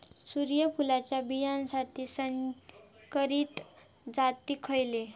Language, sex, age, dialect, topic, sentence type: Marathi, female, 25-30, Southern Konkan, agriculture, question